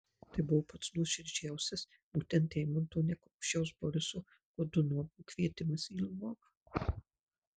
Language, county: Lithuanian, Marijampolė